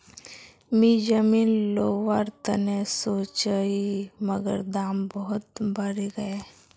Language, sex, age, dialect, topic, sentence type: Magahi, female, 51-55, Northeastern/Surjapuri, agriculture, statement